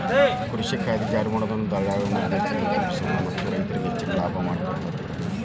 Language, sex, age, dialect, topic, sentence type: Kannada, male, 36-40, Dharwad Kannada, agriculture, statement